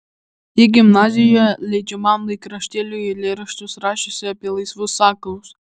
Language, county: Lithuanian, Alytus